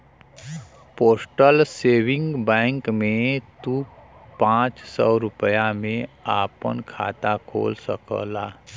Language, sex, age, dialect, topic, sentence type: Bhojpuri, male, 36-40, Western, banking, statement